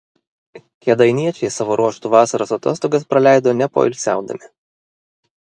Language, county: Lithuanian, Vilnius